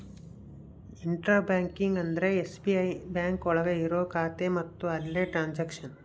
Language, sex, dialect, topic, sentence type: Kannada, male, Central, banking, statement